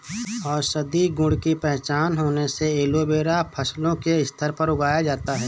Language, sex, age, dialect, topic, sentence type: Hindi, male, 31-35, Awadhi Bundeli, agriculture, statement